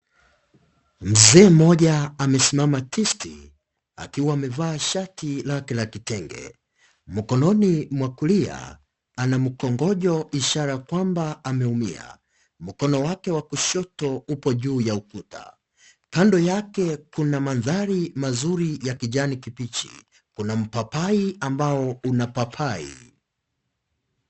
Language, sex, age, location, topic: Swahili, male, 25-35, Kisii, health